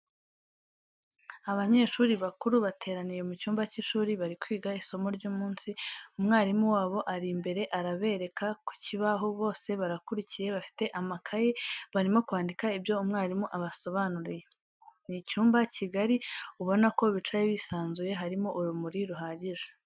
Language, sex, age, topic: Kinyarwanda, female, 18-24, education